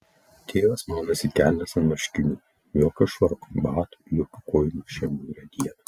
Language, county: Lithuanian, Kaunas